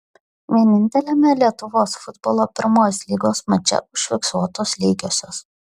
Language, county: Lithuanian, Šiauliai